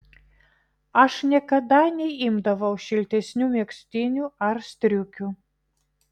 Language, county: Lithuanian, Vilnius